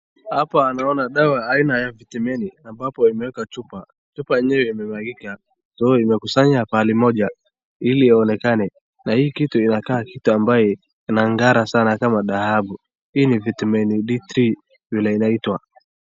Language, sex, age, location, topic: Swahili, male, 36-49, Wajir, health